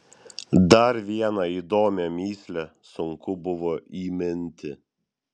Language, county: Lithuanian, Vilnius